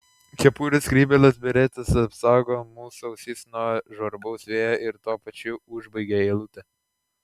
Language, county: Lithuanian, Klaipėda